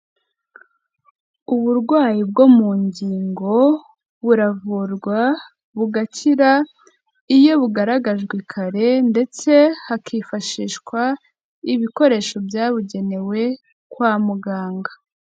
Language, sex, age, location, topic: Kinyarwanda, female, 18-24, Kigali, health